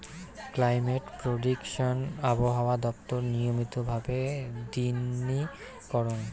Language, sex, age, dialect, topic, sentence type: Bengali, male, 18-24, Rajbangshi, agriculture, statement